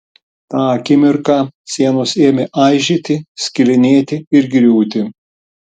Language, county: Lithuanian, Tauragė